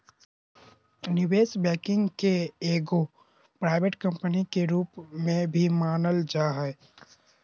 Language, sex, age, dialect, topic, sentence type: Magahi, male, 25-30, Southern, banking, statement